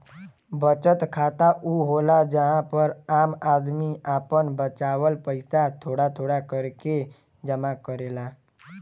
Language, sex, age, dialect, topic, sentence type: Bhojpuri, male, 18-24, Western, banking, statement